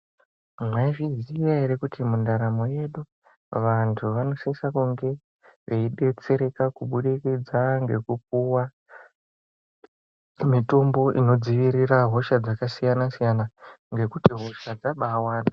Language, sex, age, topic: Ndau, male, 18-24, health